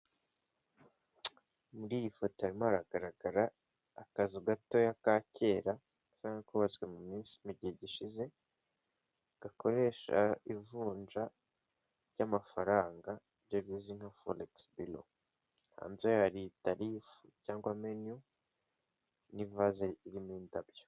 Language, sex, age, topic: Kinyarwanda, male, 18-24, finance